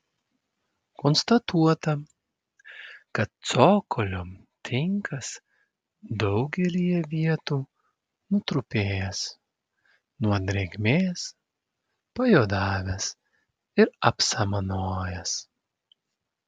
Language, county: Lithuanian, Vilnius